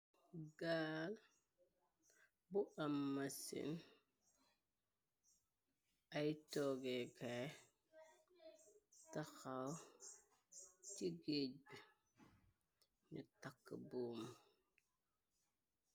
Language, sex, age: Wolof, female, 25-35